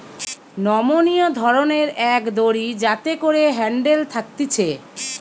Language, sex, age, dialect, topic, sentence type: Bengali, female, 46-50, Western, agriculture, statement